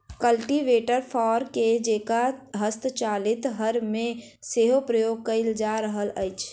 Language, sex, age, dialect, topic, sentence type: Maithili, female, 51-55, Southern/Standard, agriculture, statement